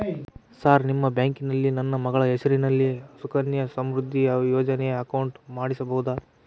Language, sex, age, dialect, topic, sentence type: Kannada, male, 18-24, Central, banking, question